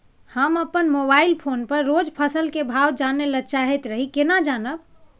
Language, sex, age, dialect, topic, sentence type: Maithili, female, 51-55, Bajjika, agriculture, question